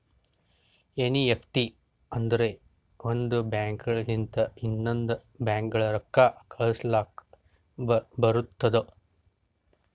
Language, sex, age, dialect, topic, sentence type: Kannada, male, 60-100, Northeastern, banking, statement